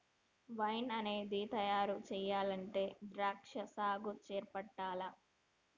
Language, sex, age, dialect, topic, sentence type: Telugu, female, 18-24, Telangana, agriculture, statement